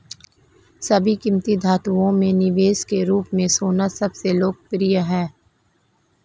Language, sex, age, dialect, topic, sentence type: Hindi, female, 31-35, Marwari Dhudhari, banking, statement